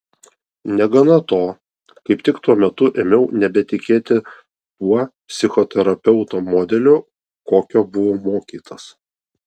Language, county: Lithuanian, Vilnius